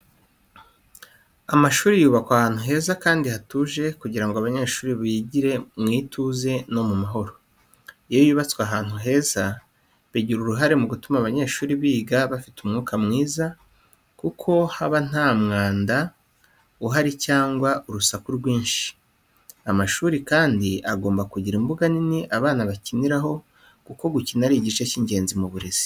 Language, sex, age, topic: Kinyarwanda, male, 25-35, education